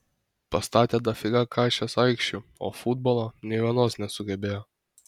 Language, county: Lithuanian, Kaunas